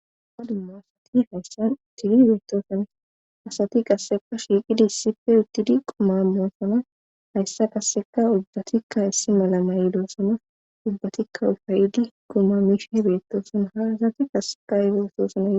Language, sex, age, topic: Gamo, female, 18-24, government